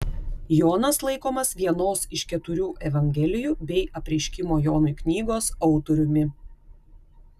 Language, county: Lithuanian, Klaipėda